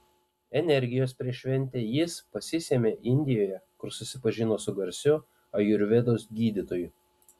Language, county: Lithuanian, Panevėžys